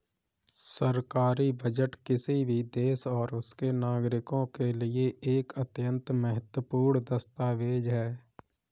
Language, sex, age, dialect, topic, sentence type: Hindi, male, 25-30, Kanauji Braj Bhasha, banking, statement